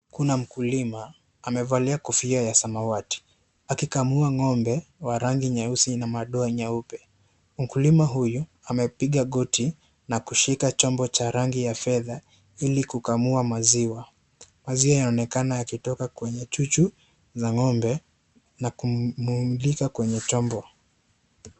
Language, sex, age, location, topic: Swahili, male, 25-35, Kisii, agriculture